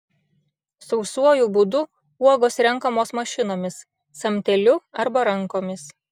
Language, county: Lithuanian, Šiauliai